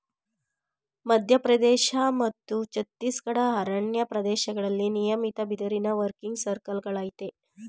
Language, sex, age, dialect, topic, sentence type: Kannada, female, 25-30, Mysore Kannada, agriculture, statement